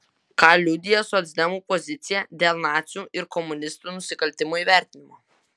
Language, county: Lithuanian, Vilnius